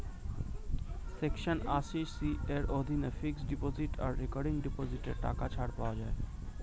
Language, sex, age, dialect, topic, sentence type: Bengali, male, 18-24, Standard Colloquial, banking, statement